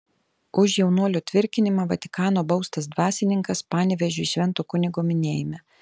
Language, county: Lithuanian, Telšiai